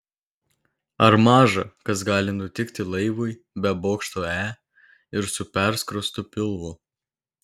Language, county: Lithuanian, Telšiai